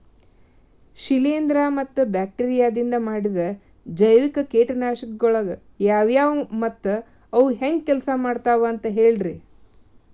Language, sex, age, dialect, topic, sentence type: Kannada, female, 46-50, Dharwad Kannada, agriculture, question